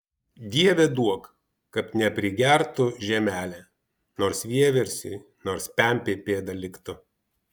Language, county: Lithuanian, Vilnius